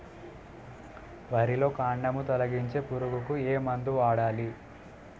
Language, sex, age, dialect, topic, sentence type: Telugu, male, 18-24, Utterandhra, agriculture, question